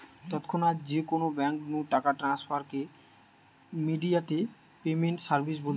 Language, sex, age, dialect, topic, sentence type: Bengali, male, 18-24, Western, banking, statement